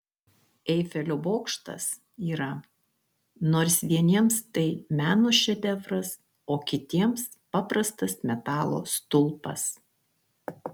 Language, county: Lithuanian, Kaunas